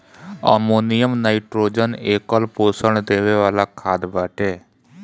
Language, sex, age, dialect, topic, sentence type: Bhojpuri, male, 25-30, Northern, agriculture, statement